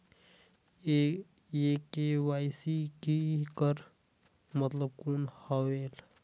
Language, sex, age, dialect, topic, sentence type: Chhattisgarhi, male, 18-24, Northern/Bhandar, banking, question